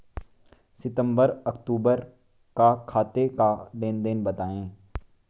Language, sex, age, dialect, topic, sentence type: Hindi, male, 18-24, Marwari Dhudhari, banking, question